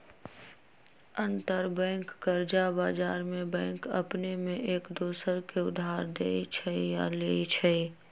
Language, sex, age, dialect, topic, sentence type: Magahi, female, 18-24, Western, banking, statement